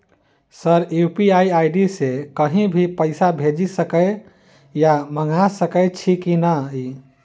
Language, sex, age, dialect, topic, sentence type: Maithili, male, 25-30, Southern/Standard, banking, question